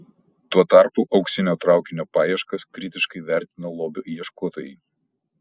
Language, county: Lithuanian, Kaunas